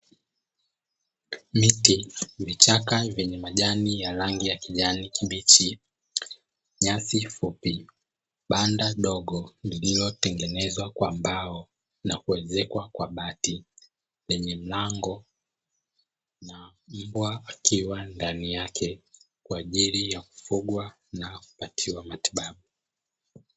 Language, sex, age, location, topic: Swahili, male, 25-35, Dar es Salaam, agriculture